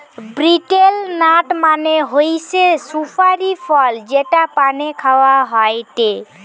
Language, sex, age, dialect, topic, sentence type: Bengali, female, 18-24, Western, agriculture, statement